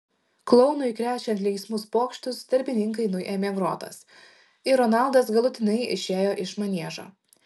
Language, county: Lithuanian, Šiauliai